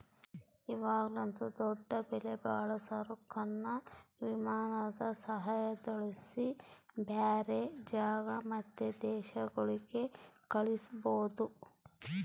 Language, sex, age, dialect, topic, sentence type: Kannada, female, 25-30, Central, banking, statement